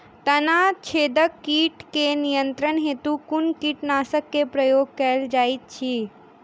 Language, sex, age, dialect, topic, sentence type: Maithili, female, 18-24, Southern/Standard, agriculture, question